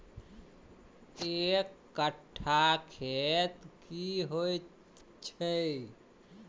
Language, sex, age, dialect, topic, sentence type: Maithili, male, 31-35, Southern/Standard, agriculture, question